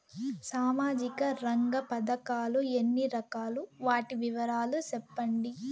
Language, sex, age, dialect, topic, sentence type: Telugu, female, 18-24, Southern, banking, question